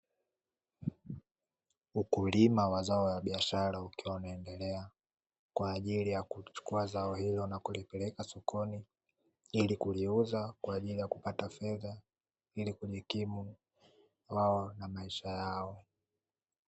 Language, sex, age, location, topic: Swahili, male, 18-24, Dar es Salaam, agriculture